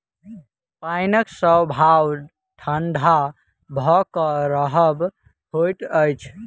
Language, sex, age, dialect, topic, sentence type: Maithili, male, 18-24, Southern/Standard, agriculture, statement